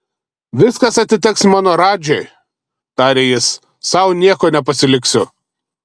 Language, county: Lithuanian, Telšiai